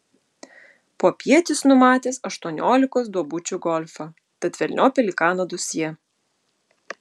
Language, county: Lithuanian, Utena